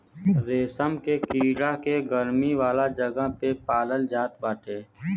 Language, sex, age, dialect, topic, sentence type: Bhojpuri, male, 18-24, Western, agriculture, statement